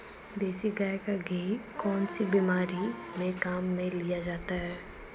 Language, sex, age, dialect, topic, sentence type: Hindi, female, 18-24, Marwari Dhudhari, agriculture, question